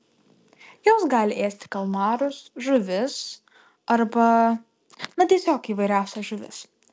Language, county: Lithuanian, Alytus